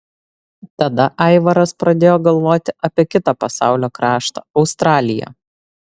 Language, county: Lithuanian, Vilnius